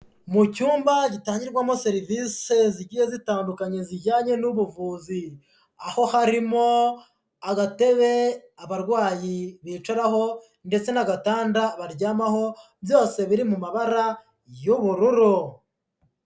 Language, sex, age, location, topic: Kinyarwanda, female, 18-24, Huye, health